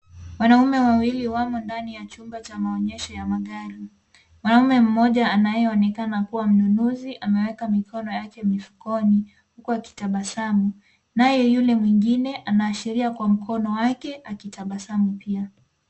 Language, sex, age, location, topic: Swahili, female, 18-24, Nairobi, finance